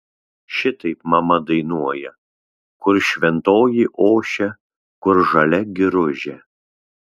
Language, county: Lithuanian, Vilnius